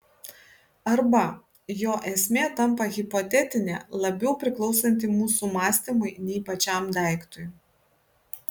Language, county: Lithuanian, Kaunas